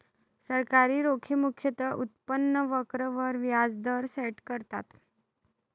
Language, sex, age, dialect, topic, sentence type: Marathi, female, 31-35, Varhadi, banking, statement